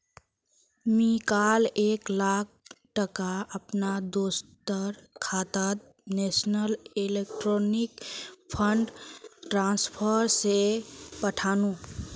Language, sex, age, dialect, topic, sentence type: Magahi, female, 25-30, Northeastern/Surjapuri, banking, statement